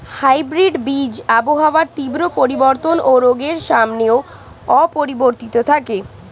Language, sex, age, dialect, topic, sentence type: Bengali, female, 18-24, Standard Colloquial, agriculture, statement